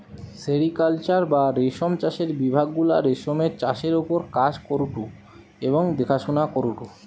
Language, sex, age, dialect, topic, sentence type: Bengali, male, 18-24, Western, agriculture, statement